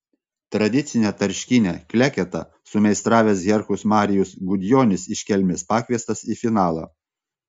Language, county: Lithuanian, Panevėžys